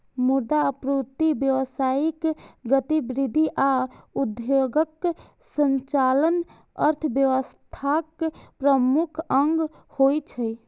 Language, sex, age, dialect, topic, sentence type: Maithili, female, 18-24, Eastern / Thethi, banking, statement